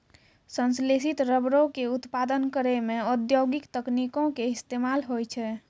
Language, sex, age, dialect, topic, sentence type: Maithili, female, 46-50, Angika, agriculture, statement